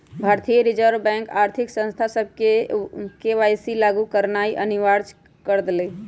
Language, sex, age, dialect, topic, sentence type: Magahi, female, 25-30, Western, banking, statement